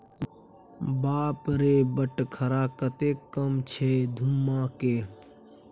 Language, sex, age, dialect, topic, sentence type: Maithili, male, 25-30, Bajjika, agriculture, statement